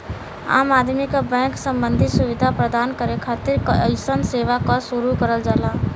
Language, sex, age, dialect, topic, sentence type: Bhojpuri, female, 18-24, Western, banking, statement